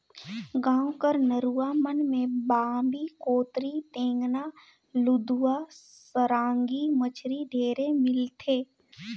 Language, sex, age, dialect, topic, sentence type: Chhattisgarhi, female, 18-24, Northern/Bhandar, agriculture, statement